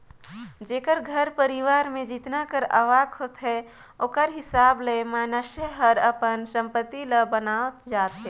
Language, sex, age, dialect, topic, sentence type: Chhattisgarhi, female, 25-30, Northern/Bhandar, banking, statement